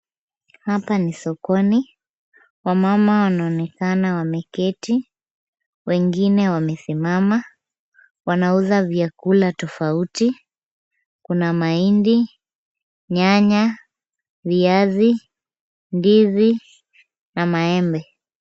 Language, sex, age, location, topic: Swahili, female, 25-35, Kisumu, finance